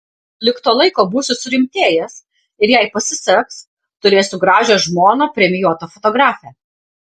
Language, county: Lithuanian, Panevėžys